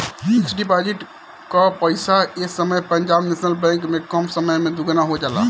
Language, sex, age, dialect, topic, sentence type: Bhojpuri, male, 18-24, Northern, banking, statement